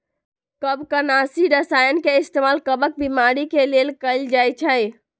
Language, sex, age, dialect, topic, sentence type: Magahi, female, 18-24, Western, agriculture, statement